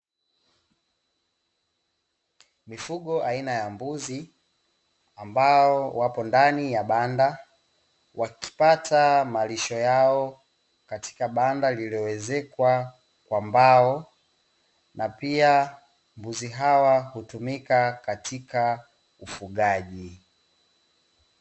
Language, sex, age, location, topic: Swahili, male, 18-24, Dar es Salaam, agriculture